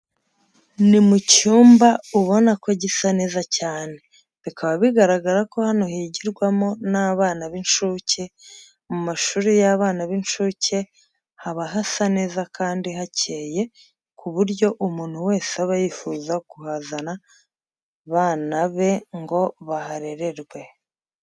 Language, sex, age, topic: Kinyarwanda, female, 25-35, education